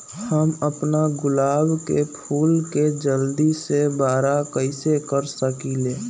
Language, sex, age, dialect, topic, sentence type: Magahi, male, 18-24, Western, agriculture, question